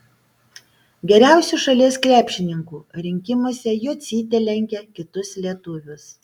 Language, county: Lithuanian, Panevėžys